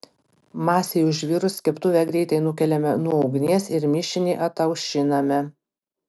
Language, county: Lithuanian, Panevėžys